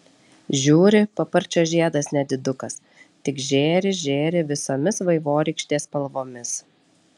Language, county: Lithuanian, Alytus